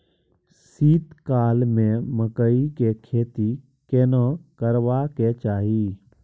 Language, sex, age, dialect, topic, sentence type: Maithili, male, 18-24, Bajjika, agriculture, question